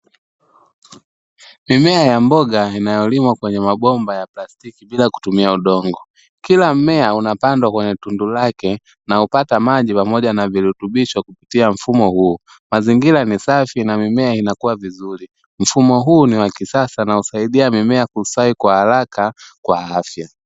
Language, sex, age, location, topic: Swahili, male, 25-35, Dar es Salaam, agriculture